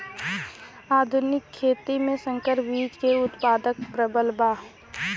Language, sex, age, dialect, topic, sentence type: Bhojpuri, female, 18-24, Western, agriculture, statement